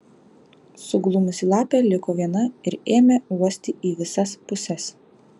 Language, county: Lithuanian, Alytus